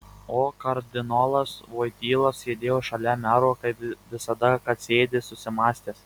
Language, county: Lithuanian, Marijampolė